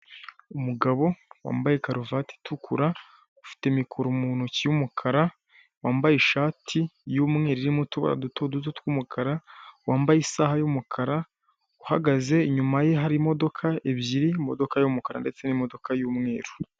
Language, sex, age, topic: Kinyarwanda, male, 18-24, government